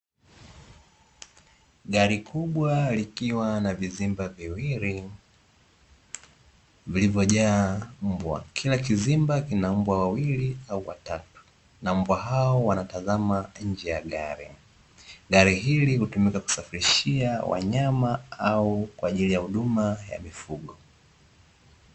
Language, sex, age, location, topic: Swahili, male, 18-24, Dar es Salaam, agriculture